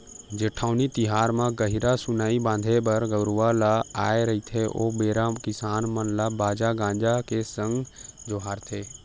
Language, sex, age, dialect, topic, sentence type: Chhattisgarhi, male, 25-30, Western/Budati/Khatahi, agriculture, statement